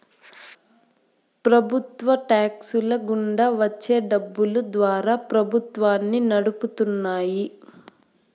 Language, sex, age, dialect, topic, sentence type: Telugu, female, 18-24, Southern, banking, statement